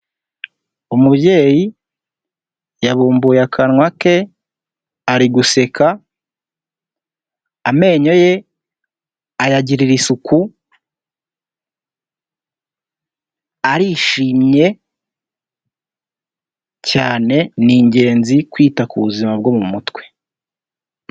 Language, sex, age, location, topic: Kinyarwanda, male, 18-24, Huye, health